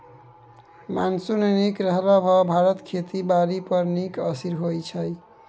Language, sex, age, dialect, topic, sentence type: Maithili, male, 18-24, Bajjika, agriculture, statement